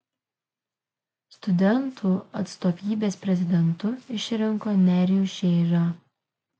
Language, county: Lithuanian, Kaunas